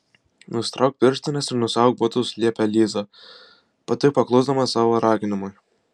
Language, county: Lithuanian, Vilnius